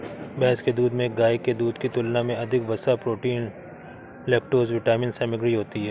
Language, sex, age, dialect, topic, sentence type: Hindi, male, 31-35, Awadhi Bundeli, agriculture, statement